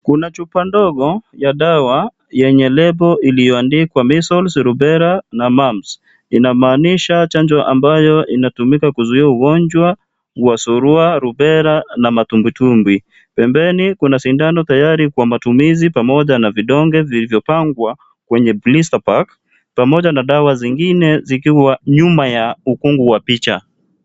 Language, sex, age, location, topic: Swahili, male, 25-35, Kisii, health